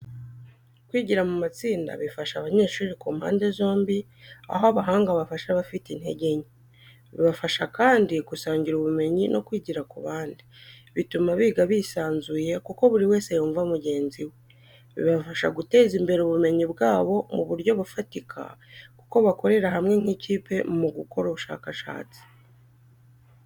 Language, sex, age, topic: Kinyarwanda, female, 25-35, education